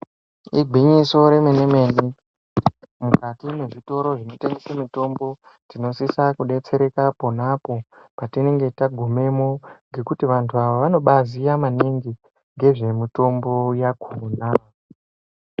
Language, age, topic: Ndau, 18-24, health